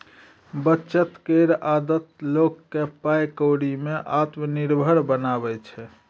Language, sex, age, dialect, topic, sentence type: Maithili, male, 31-35, Bajjika, banking, statement